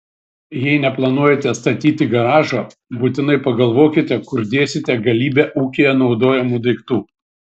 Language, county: Lithuanian, Šiauliai